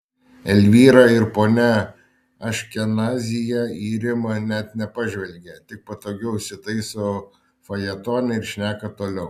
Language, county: Lithuanian, Šiauliai